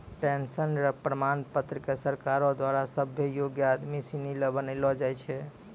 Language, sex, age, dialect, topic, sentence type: Maithili, male, 25-30, Angika, banking, statement